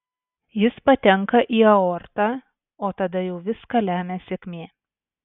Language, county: Lithuanian, Vilnius